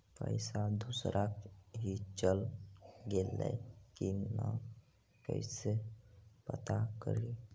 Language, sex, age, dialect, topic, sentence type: Magahi, female, 25-30, Central/Standard, banking, question